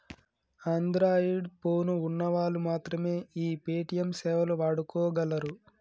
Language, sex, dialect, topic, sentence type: Telugu, male, Telangana, banking, statement